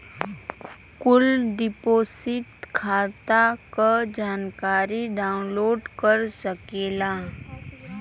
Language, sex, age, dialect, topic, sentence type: Bhojpuri, female, 18-24, Western, banking, statement